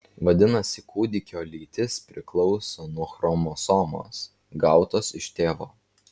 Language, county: Lithuanian, Vilnius